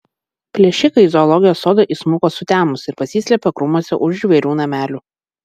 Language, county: Lithuanian, Vilnius